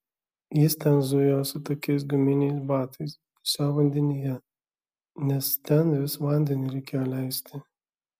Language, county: Lithuanian, Kaunas